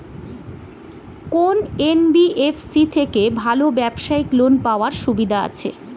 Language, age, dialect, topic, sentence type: Bengali, 41-45, Standard Colloquial, banking, question